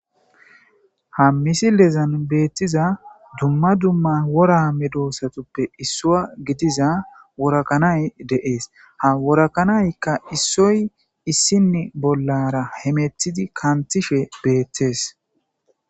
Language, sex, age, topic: Gamo, male, 18-24, agriculture